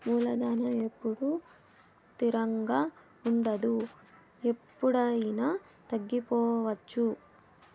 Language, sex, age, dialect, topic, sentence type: Telugu, male, 18-24, Southern, banking, statement